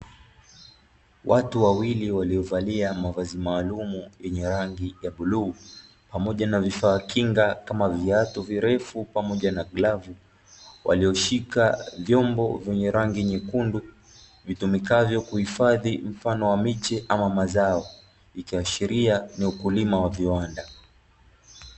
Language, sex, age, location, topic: Swahili, male, 25-35, Dar es Salaam, agriculture